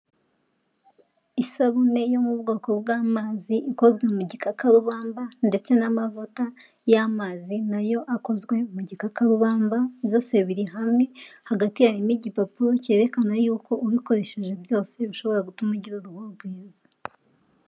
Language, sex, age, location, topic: Kinyarwanda, female, 18-24, Kigali, health